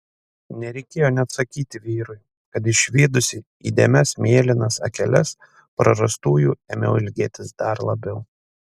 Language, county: Lithuanian, Panevėžys